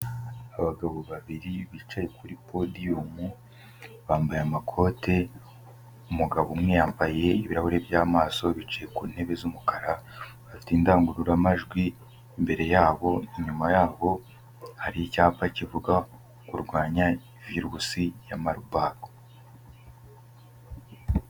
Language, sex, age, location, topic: Kinyarwanda, male, 18-24, Kigali, health